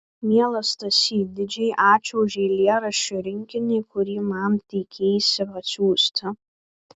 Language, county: Lithuanian, Vilnius